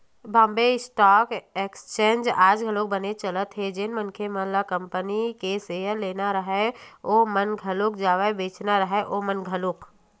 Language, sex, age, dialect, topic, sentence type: Chhattisgarhi, female, 31-35, Western/Budati/Khatahi, banking, statement